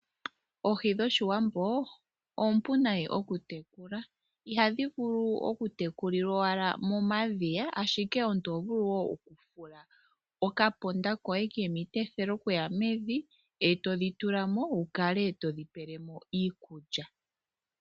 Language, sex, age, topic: Oshiwambo, female, 25-35, agriculture